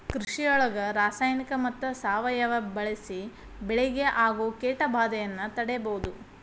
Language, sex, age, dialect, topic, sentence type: Kannada, female, 31-35, Dharwad Kannada, agriculture, statement